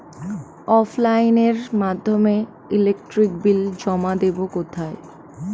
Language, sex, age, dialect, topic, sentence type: Bengali, female, 18-24, Standard Colloquial, banking, question